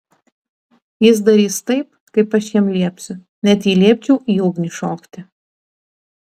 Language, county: Lithuanian, Tauragė